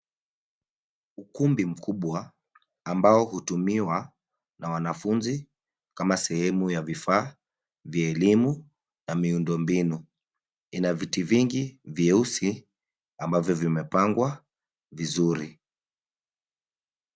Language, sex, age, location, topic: Swahili, male, 25-35, Nairobi, education